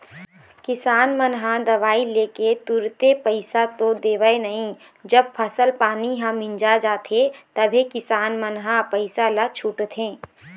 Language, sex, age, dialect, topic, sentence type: Chhattisgarhi, female, 51-55, Eastern, banking, statement